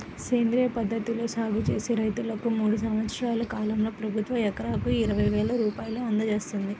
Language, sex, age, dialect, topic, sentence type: Telugu, female, 25-30, Central/Coastal, agriculture, statement